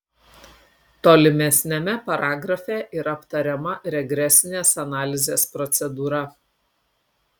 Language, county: Lithuanian, Kaunas